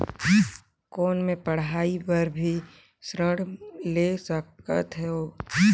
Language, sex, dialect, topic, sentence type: Chhattisgarhi, male, Northern/Bhandar, banking, question